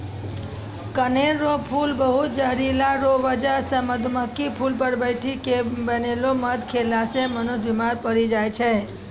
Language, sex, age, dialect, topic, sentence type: Maithili, female, 31-35, Angika, agriculture, statement